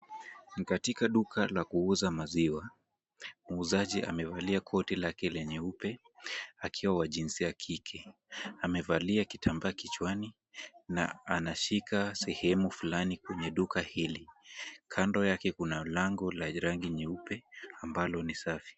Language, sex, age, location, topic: Swahili, male, 18-24, Kisumu, finance